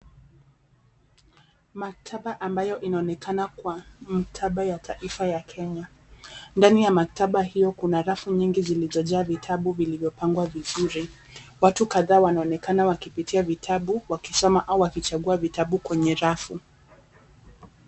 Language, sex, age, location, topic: Swahili, female, 25-35, Nairobi, education